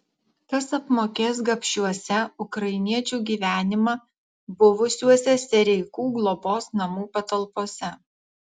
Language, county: Lithuanian, Alytus